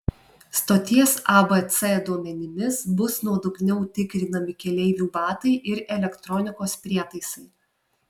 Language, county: Lithuanian, Alytus